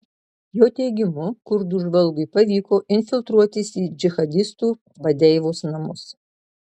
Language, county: Lithuanian, Marijampolė